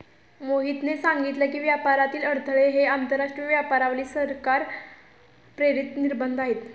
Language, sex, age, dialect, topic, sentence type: Marathi, female, 18-24, Standard Marathi, banking, statement